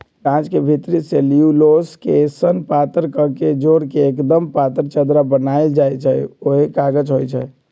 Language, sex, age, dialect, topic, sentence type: Magahi, male, 18-24, Western, agriculture, statement